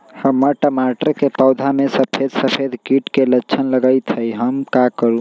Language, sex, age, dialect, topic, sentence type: Magahi, male, 18-24, Western, agriculture, question